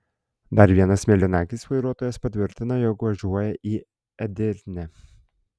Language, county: Lithuanian, Klaipėda